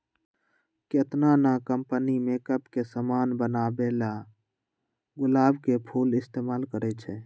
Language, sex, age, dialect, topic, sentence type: Magahi, male, 18-24, Western, agriculture, statement